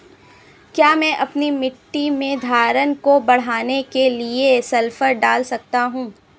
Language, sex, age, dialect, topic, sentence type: Hindi, female, 25-30, Awadhi Bundeli, agriculture, question